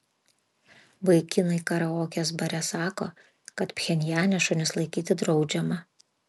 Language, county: Lithuanian, Vilnius